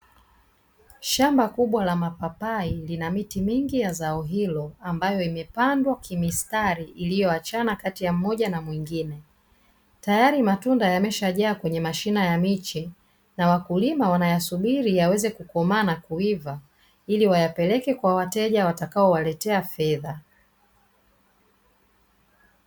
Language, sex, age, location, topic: Swahili, female, 36-49, Dar es Salaam, agriculture